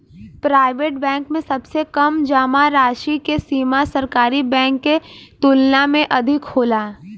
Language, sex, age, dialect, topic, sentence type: Bhojpuri, female, 18-24, Southern / Standard, banking, statement